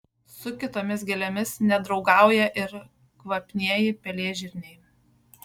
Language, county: Lithuanian, Šiauliai